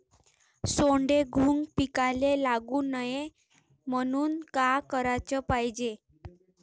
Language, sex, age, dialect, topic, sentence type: Marathi, female, 18-24, Varhadi, agriculture, question